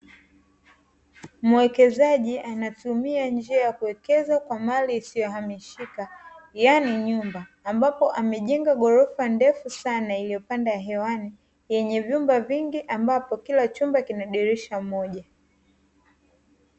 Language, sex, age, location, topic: Swahili, female, 18-24, Dar es Salaam, finance